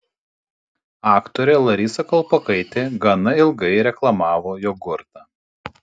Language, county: Lithuanian, Panevėžys